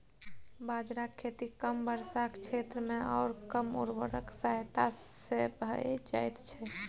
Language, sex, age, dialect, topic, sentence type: Maithili, female, 25-30, Bajjika, agriculture, statement